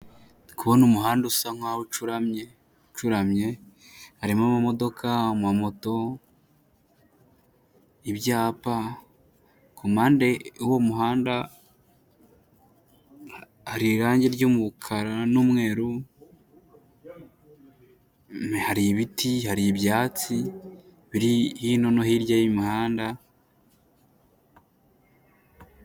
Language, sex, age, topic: Kinyarwanda, male, 18-24, government